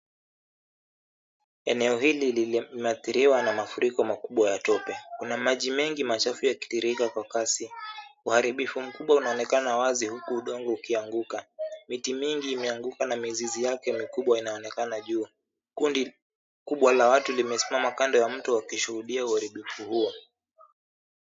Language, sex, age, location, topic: Swahili, male, 25-35, Mombasa, health